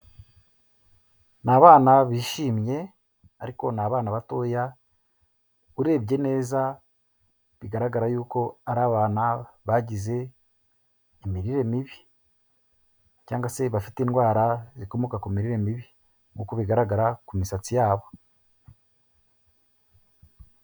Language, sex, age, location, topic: Kinyarwanda, male, 36-49, Kigali, health